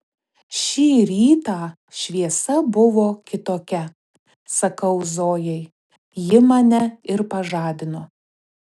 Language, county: Lithuanian, Telšiai